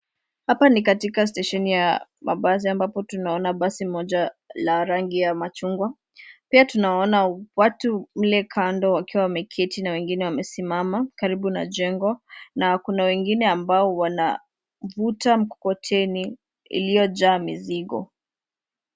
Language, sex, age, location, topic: Swahili, female, 18-24, Nairobi, government